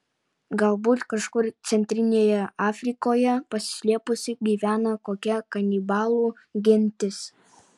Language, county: Lithuanian, Utena